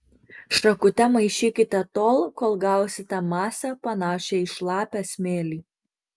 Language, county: Lithuanian, Marijampolė